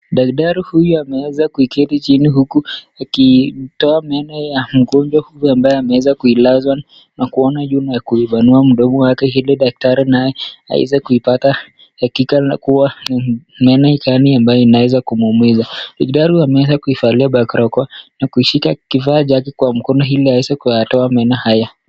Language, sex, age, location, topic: Swahili, male, 25-35, Nakuru, health